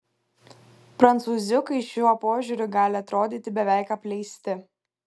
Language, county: Lithuanian, Kaunas